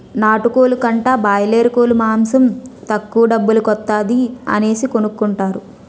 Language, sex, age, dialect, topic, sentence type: Telugu, female, 18-24, Utterandhra, agriculture, statement